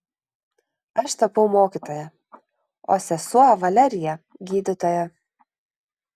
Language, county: Lithuanian, Kaunas